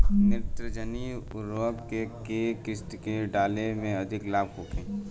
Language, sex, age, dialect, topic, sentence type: Bhojpuri, male, 18-24, Southern / Standard, agriculture, question